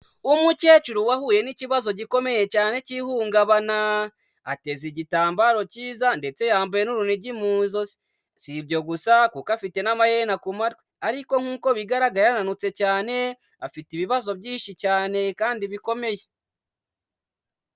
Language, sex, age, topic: Kinyarwanda, male, 25-35, health